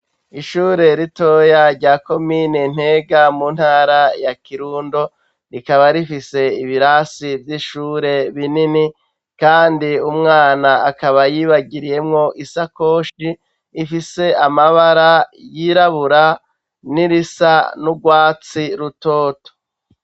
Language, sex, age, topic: Rundi, male, 36-49, education